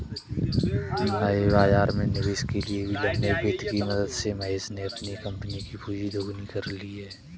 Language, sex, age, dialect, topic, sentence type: Hindi, male, 25-30, Kanauji Braj Bhasha, banking, statement